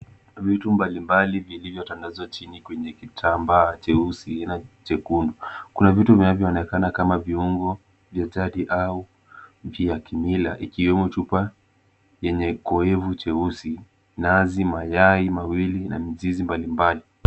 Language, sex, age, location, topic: Swahili, male, 18-24, Kisumu, health